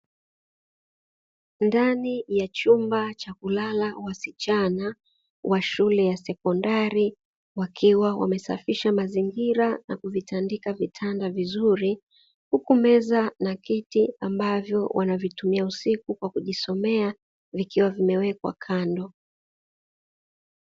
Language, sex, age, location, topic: Swahili, female, 25-35, Dar es Salaam, education